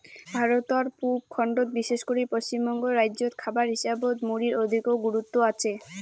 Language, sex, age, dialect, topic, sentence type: Bengali, female, 18-24, Rajbangshi, agriculture, statement